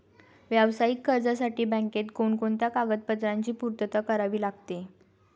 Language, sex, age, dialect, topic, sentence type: Marathi, female, 18-24, Standard Marathi, banking, question